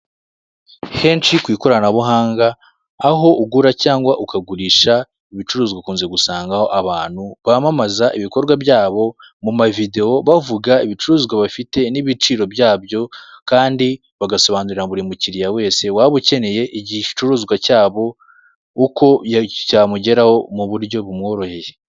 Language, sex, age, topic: Kinyarwanda, male, 18-24, finance